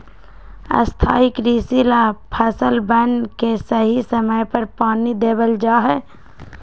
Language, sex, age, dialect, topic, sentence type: Magahi, female, 18-24, Western, agriculture, statement